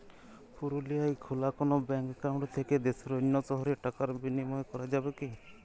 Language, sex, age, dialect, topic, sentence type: Bengali, male, 31-35, Jharkhandi, banking, question